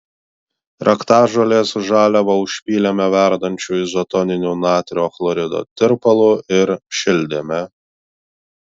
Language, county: Lithuanian, Vilnius